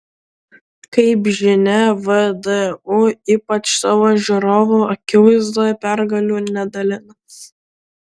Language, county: Lithuanian, Vilnius